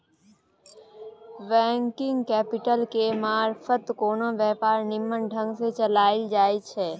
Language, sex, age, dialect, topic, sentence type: Maithili, female, 18-24, Bajjika, banking, statement